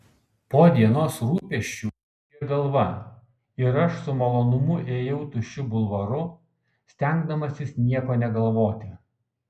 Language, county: Lithuanian, Kaunas